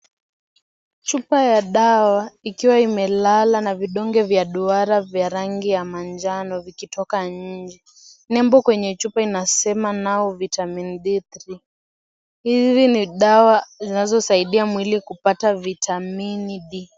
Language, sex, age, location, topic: Swahili, female, 18-24, Kisii, health